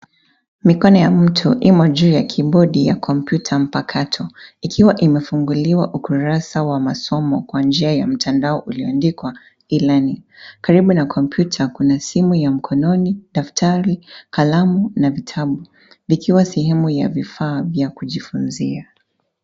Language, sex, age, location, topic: Swahili, female, 25-35, Nairobi, education